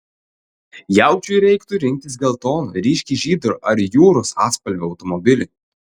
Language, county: Lithuanian, Telšiai